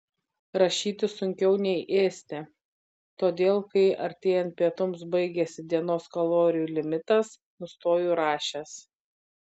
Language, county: Lithuanian, Vilnius